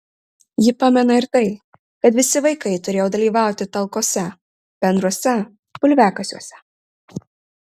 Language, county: Lithuanian, Marijampolė